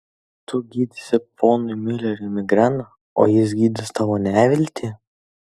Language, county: Lithuanian, Kaunas